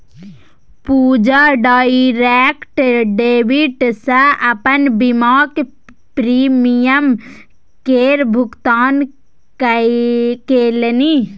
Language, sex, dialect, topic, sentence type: Maithili, female, Bajjika, banking, statement